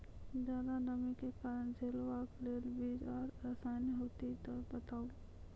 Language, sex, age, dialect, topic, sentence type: Maithili, female, 25-30, Angika, agriculture, question